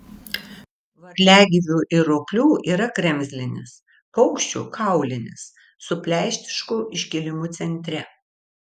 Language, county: Lithuanian, Vilnius